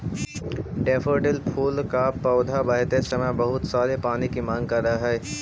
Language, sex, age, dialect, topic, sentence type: Magahi, male, 18-24, Central/Standard, agriculture, statement